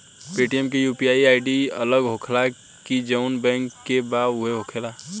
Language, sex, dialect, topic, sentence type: Bhojpuri, male, Southern / Standard, banking, question